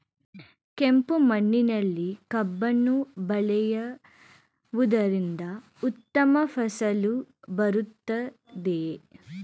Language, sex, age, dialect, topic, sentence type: Kannada, female, 18-24, Mysore Kannada, agriculture, question